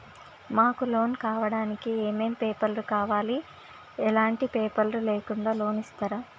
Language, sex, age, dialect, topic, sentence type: Telugu, female, 25-30, Telangana, banking, question